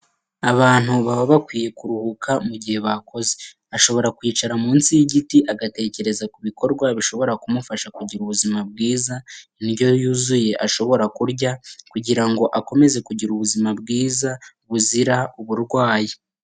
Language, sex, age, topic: Kinyarwanda, male, 18-24, health